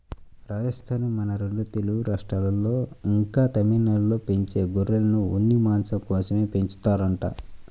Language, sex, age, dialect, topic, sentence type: Telugu, male, 31-35, Central/Coastal, agriculture, statement